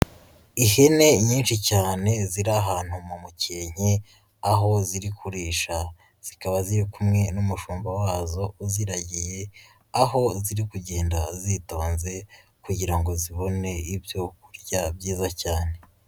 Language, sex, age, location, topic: Kinyarwanda, female, 25-35, Huye, agriculture